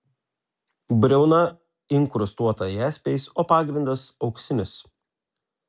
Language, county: Lithuanian, Telšiai